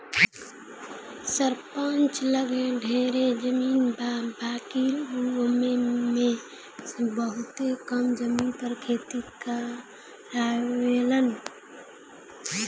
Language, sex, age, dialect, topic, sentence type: Bhojpuri, female, 18-24, Southern / Standard, agriculture, statement